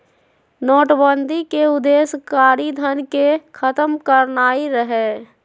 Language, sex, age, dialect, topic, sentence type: Magahi, female, 18-24, Western, banking, statement